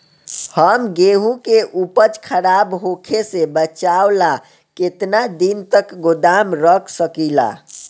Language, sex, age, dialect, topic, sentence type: Bhojpuri, male, 18-24, Southern / Standard, agriculture, question